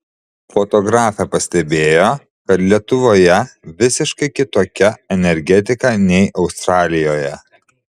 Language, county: Lithuanian, Šiauliai